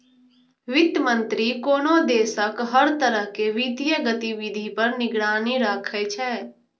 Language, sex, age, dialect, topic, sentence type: Maithili, female, 25-30, Eastern / Thethi, banking, statement